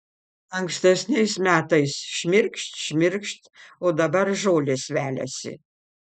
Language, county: Lithuanian, Panevėžys